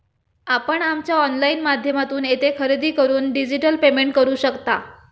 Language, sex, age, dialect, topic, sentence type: Marathi, female, 25-30, Standard Marathi, banking, statement